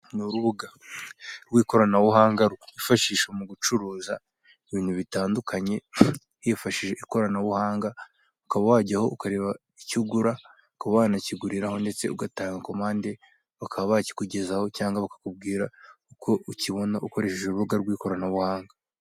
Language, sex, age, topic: Kinyarwanda, male, 18-24, finance